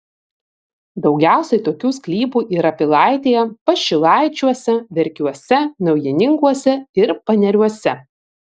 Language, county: Lithuanian, Vilnius